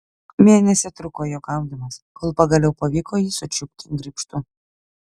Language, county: Lithuanian, Klaipėda